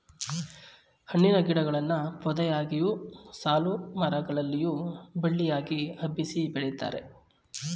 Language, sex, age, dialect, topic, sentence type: Kannada, male, 36-40, Mysore Kannada, agriculture, statement